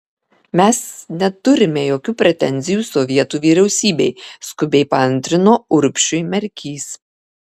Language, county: Lithuanian, Kaunas